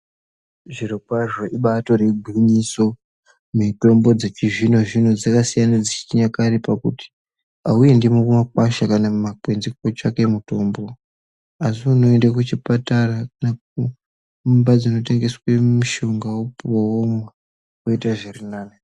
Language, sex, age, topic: Ndau, male, 18-24, health